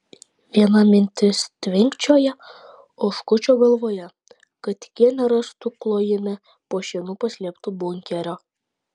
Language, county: Lithuanian, Klaipėda